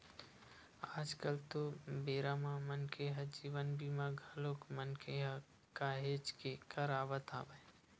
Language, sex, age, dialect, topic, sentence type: Chhattisgarhi, male, 18-24, Western/Budati/Khatahi, banking, statement